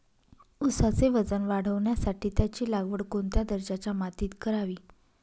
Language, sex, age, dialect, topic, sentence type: Marathi, female, 31-35, Northern Konkan, agriculture, question